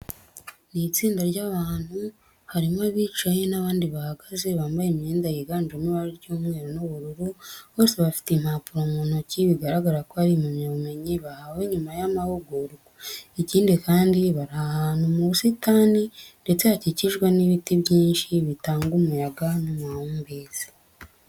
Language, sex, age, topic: Kinyarwanda, female, 18-24, education